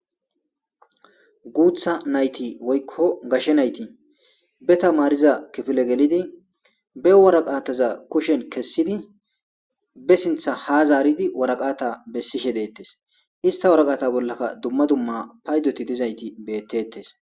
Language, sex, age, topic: Gamo, male, 25-35, government